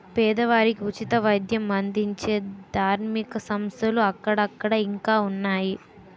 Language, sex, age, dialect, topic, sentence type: Telugu, female, 18-24, Utterandhra, banking, statement